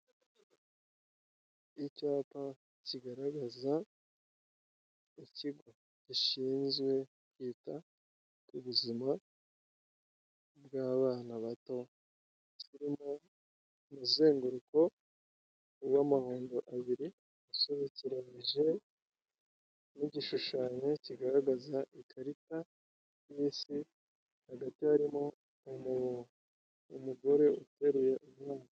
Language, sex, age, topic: Kinyarwanda, male, 18-24, health